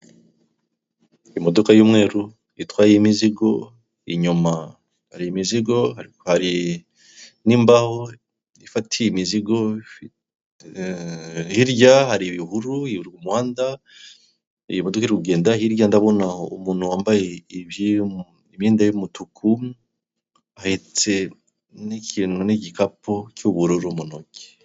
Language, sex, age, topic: Kinyarwanda, male, 36-49, government